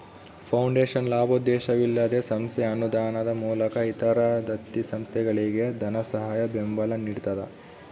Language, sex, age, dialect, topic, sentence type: Kannada, male, 18-24, Central, banking, statement